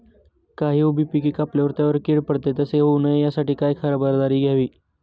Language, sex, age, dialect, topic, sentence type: Marathi, male, 25-30, Northern Konkan, agriculture, question